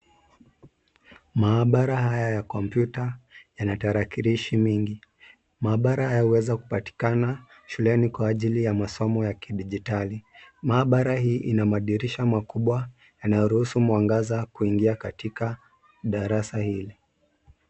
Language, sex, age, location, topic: Swahili, male, 25-35, Nairobi, education